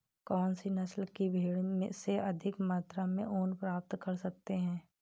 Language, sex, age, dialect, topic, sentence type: Hindi, female, 18-24, Marwari Dhudhari, agriculture, question